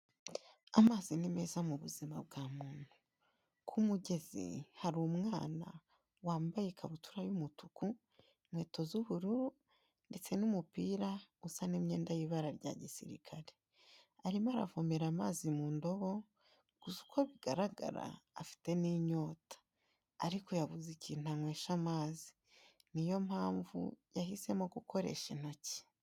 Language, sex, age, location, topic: Kinyarwanda, female, 25-35, Kigali, health